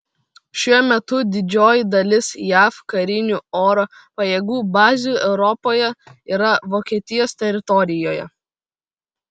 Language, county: Lithuanian, Vilnius